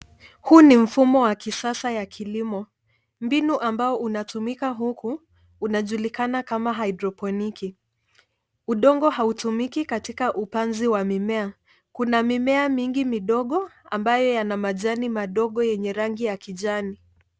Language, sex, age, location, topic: Swahili, female, 25-35, Nairobi, agriculture